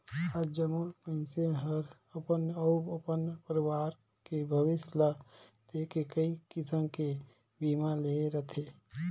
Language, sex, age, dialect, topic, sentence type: Chhattisgarhi, male, 25-30, Northern/Bhandar, banking, statement